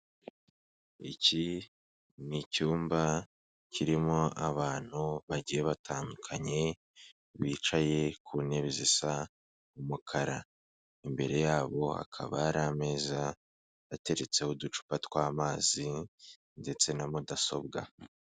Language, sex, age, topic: Kinyarwanda, male, 25-35, government